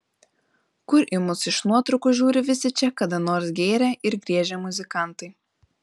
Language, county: Lithuanian, Panevėžys